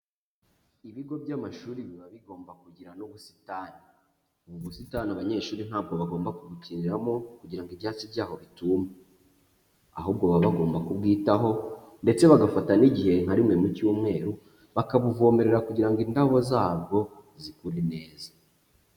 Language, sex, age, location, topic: Kinyarwanda, male, 25-35, Huye, education